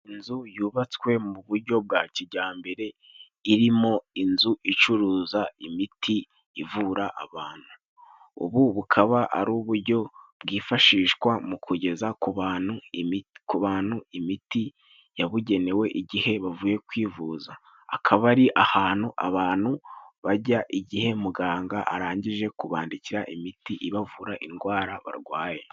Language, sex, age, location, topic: Kinyarwanda, male, 18-24, Musanze, health